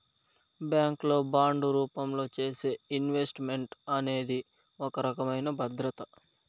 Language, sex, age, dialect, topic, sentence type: Telugu, male, 18-24, Southern, banking, statement